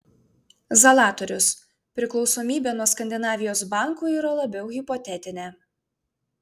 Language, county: Lithuanian, Vilnius